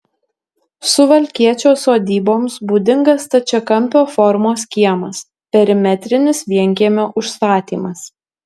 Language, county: Lithuanian, Marijampolė